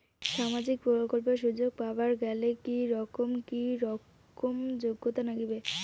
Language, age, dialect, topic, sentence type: Bengali, <18, Rajbangshi, banking, question